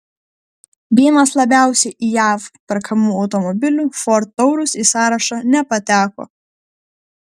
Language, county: Lithuanian, Vilnius